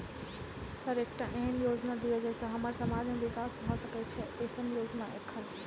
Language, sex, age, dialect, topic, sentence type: Maithili, female, 25-30, Southern/Standard, banking, question